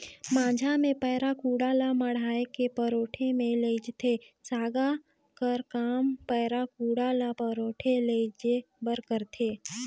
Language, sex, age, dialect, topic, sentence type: Chhattisgarhi, female, 18-24, Northern/Bhandar, agriculture, statement